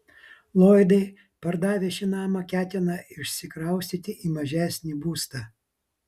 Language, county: Lithuanian, Vilnius